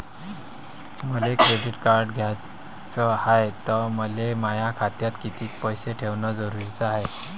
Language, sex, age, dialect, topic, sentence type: Marathi, male, 25-30, Varhadi, banking, question